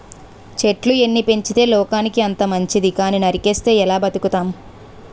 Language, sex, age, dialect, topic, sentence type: Telugu, female, 18-24, Utterandhra, agriculture, statement